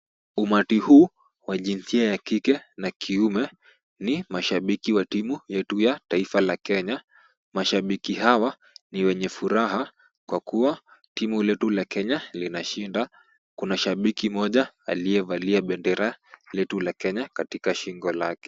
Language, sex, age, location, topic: Swahili, female, 25-35, Kisumu, government